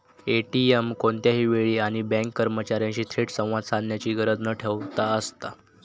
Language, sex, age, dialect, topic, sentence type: Marathi, male, 18-24, Southern Konkan, banking, statement